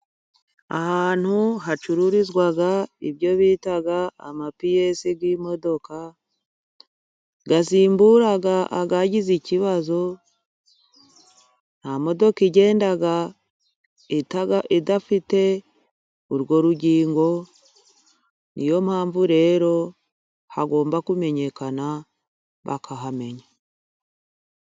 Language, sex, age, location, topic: Kinyarwanda, female, 50+, Musanze, finance